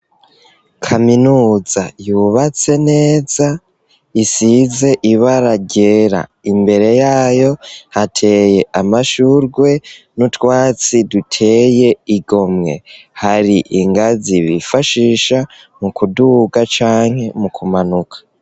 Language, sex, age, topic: Rundi, female, 25-35, education